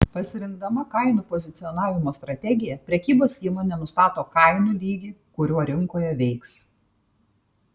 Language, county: Lithuanian, Tauragė